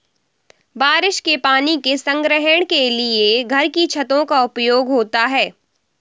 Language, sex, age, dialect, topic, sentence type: Hindi, female, 60-100, Awadhi Bundeli, agriculture, statement